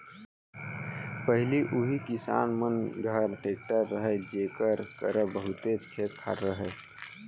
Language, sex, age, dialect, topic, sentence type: Chhattisgarhi, male, 18-24, Central, agriculture, statement